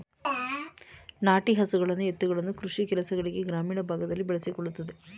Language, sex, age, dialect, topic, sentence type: Kannada, female, 36-40, Mysore Kannada, agriculture, statement